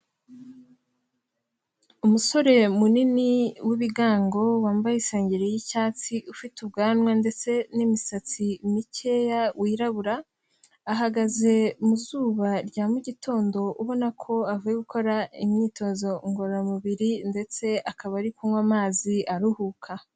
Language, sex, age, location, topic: Kinyarwanda, female, 18-24, Kigali, health